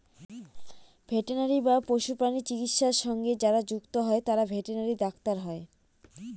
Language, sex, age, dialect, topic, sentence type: Bengali, female, 18-24, Northern/Varendri, agriculture, statement